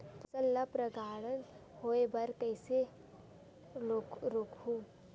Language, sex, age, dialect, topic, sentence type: Chhattisgarhi, female, 18-24, Western/Budati/Khatahi, agriculture, question